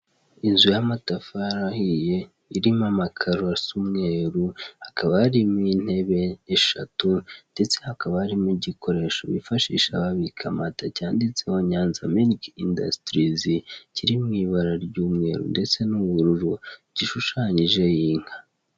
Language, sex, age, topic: Kinyarwanda, male, 18-24, finance